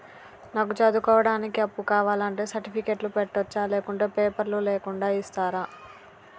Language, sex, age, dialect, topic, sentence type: Telugu, female, 31-35, Telangana, banking, question